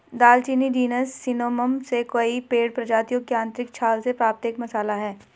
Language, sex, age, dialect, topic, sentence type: Hindi, female, 25-30, Hindustani Malvi Khadi Boli, agriculture, statement